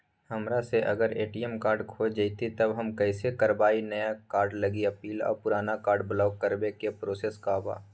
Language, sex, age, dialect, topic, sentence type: Magahi, male, 18-24, Western, banking, question